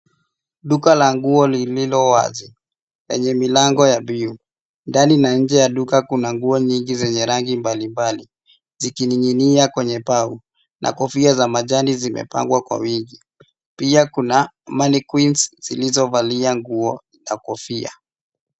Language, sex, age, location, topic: Swahili, male, 25-35, Nairobi, finance